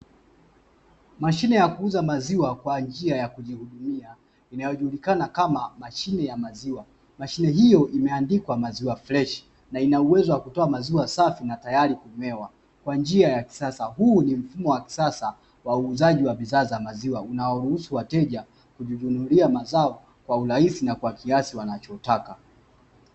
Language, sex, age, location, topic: Swahili, male, 25-35, Dar es Salaam, finance